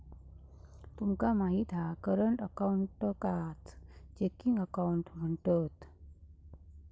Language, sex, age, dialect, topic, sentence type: Marathi, female, 18-24, Southern Konkan, banking, statement